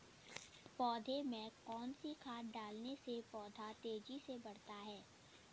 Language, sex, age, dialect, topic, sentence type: Hindi, female, 60-100, Kanauji Braj Bhasha, agriculture, question